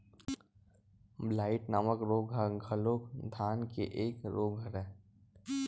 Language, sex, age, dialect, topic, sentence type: Chhattisgarhi, male, 18-24, Western/Budati/Khatahi, agriculture, statement